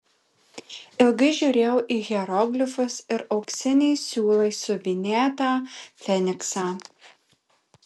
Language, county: Lithuanian, Kaunas